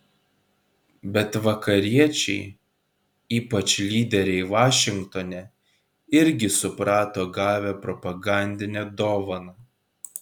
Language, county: Lithuanian, Kaunas